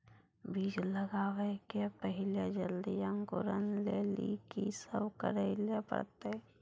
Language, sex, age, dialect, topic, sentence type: Maithili, female, 18-24, Angika, agriculture, question